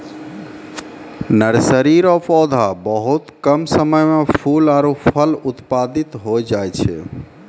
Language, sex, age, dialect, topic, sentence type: Maithili, male, 31-35, Angika, agriculture, statement